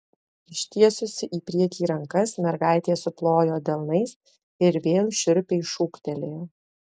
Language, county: Lithuanian, Alytus